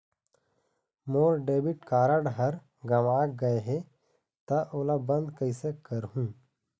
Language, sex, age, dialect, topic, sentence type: Chhattisgarhi, male, 25-30, Eastern, banking, question